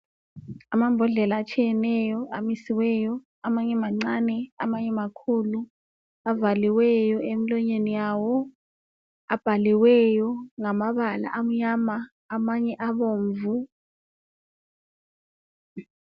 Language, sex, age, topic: North Ndebele, female, 36-49, health